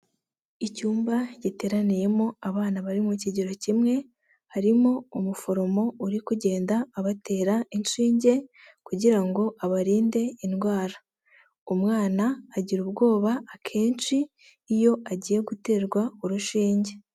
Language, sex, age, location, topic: Kinyarwanda, female, 25-35, Huye, health